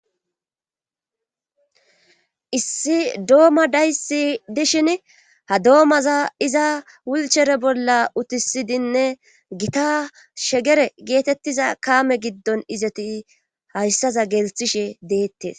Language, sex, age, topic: Gamo, female, 25-35, government